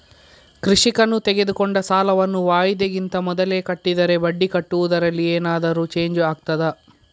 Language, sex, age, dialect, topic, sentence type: Kannada, male, 51-55, Coastal/Dakshin, banking, question